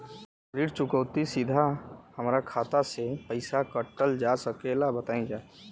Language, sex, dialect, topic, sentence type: Bhojpuri, male, Western, banking, question